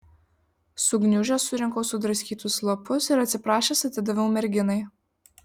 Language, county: Lithuanian, Vilnius